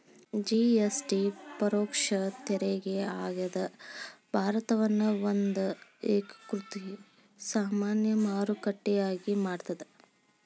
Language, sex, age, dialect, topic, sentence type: Kannada, female, 18-24, Dharwad Kannada, banking, statement